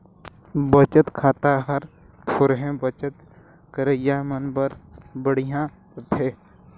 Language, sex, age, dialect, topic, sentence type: Chhattisgarhi, male, 60-100, Northern/Bhandar, banking, statement